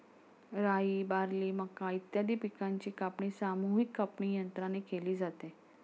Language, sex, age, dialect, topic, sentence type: Marathi, female, 41-45, Standard Marathi, agriculture, statement